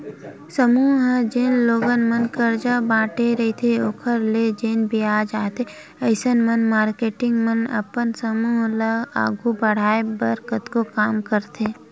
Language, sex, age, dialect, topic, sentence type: Chhattisgarhi, female, 51-55, Western/Budati/Khatahi, banking, statement